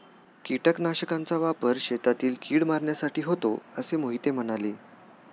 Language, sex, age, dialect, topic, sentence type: Marathi, male, 18-24, Standard Marathi, agriculture, statement